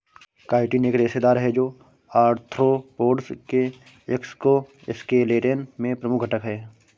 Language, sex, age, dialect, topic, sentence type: Hindi, male, 25-30, Awadhi Bundeli, agriculture, statement